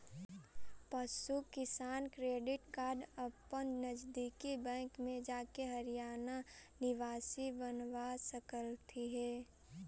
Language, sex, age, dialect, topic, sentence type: Magahi, female, 18-24, Central/Standard, agriculture, statement